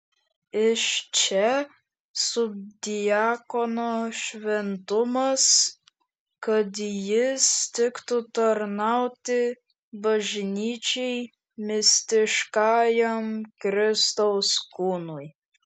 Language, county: Lithuanian, Šiauliai